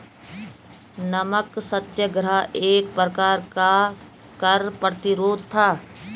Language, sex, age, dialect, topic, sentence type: Hindi, female, 36-40, Garhwali, banking, statement